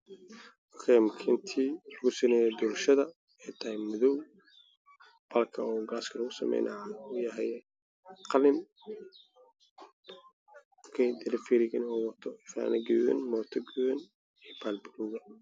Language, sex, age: Somali, male, 18-24